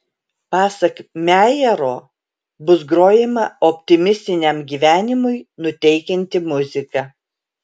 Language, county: Lithuanian, Alytus